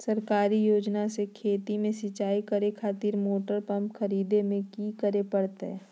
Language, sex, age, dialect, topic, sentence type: Magahi, female, 51-55, Southern, agriculture, question